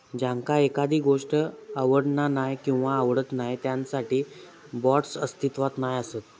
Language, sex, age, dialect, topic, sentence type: Marathi, male, 18-24, Southern Konkan, banking, statement